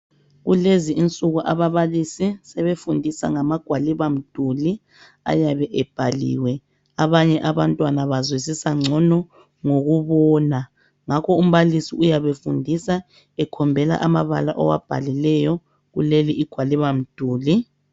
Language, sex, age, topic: North Ndebele, male, 25-35, education